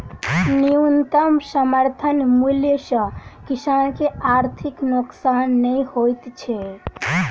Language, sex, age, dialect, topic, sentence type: Maithili, female, 18-24, Southern/Standard, agriculture, statement